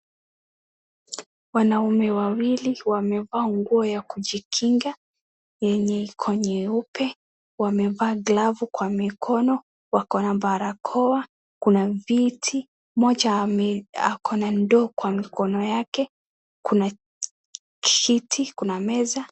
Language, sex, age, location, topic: Swahili, male, 18-24, Wajir, health